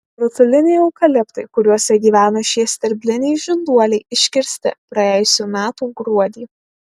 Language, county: Lithuanian, Alytus